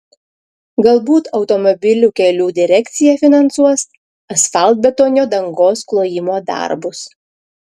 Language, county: Lithuanian, Klaipėda